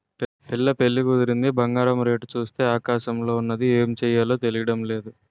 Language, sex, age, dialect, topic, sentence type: Telugu, male, 46-50, Utterandhra, banking, statement